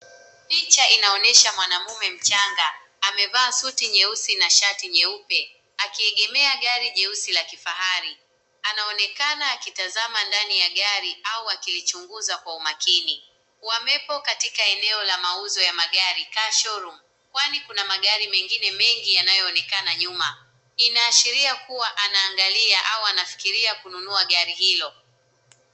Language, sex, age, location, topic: Swahili, male, 18-24, Nakuru, finance